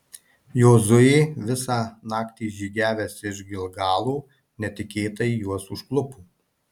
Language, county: Lithuanian, Marijampolė